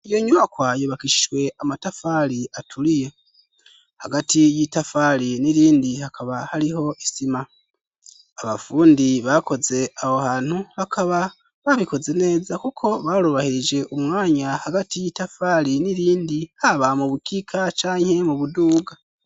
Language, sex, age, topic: Rundi, male, 18-24, education